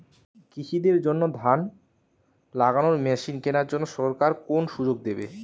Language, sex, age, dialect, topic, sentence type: Bengali, male, 18-24, Western, agriculture, question